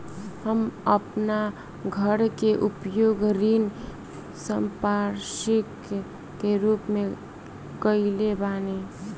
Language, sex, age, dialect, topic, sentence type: Bhojpuri, female, <18, Southern / Standard, banking, statement